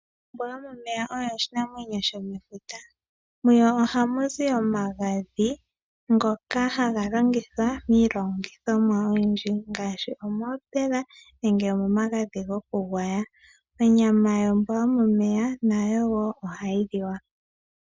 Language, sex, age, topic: Oshiwambo, female, 18-24, agriculture